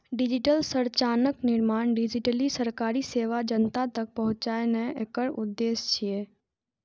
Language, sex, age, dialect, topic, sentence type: Maithili, female, 18-24, Eastern / Thethi, banking, statement